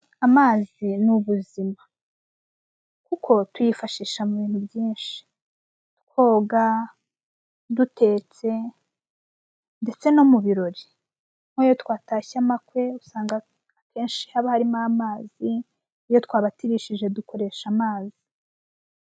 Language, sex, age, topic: Kinyarwanda, female, 25-35, finance